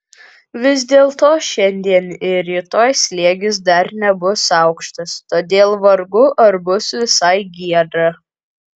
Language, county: Lithuanian, Kaunas